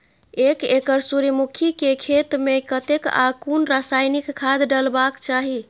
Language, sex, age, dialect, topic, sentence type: Maithili, female, 25-30, Eastern / Thethi, agriculture, question